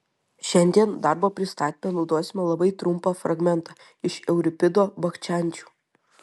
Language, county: Lithuanian, Telšiai